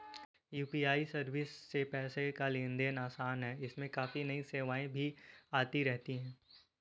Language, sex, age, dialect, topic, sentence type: Hindi, male, 18-24, Kanauji Braj Bhasha, banking, statement